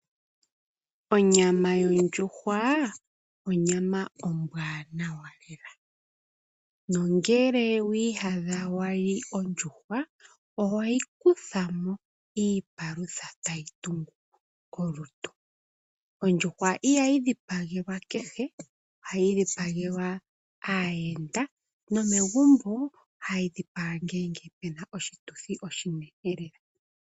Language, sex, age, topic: Oshiwambo, female, 25-35, agriculture